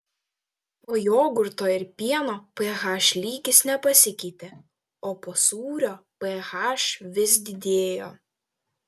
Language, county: Lithuanian, Telšiai